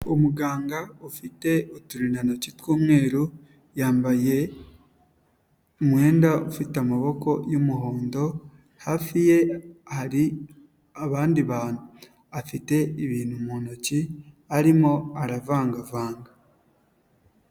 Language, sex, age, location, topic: Kinyarwanda, male, 18-24, Nyagatare, health